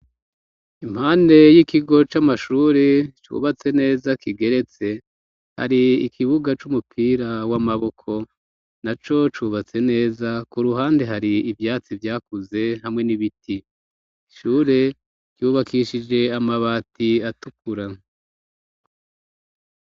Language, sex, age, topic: Rundi, male, 36-49, education